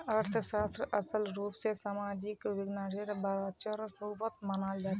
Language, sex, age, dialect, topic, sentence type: Magahi, female, 60-100, Northeastern/Surjapuri, banking, statement